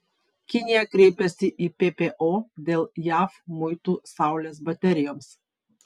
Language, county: Lithuanian, Vilnius